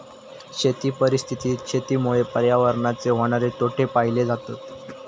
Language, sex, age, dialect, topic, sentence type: Marathi, male, 18-24, Southern Konkan, agriculture, statement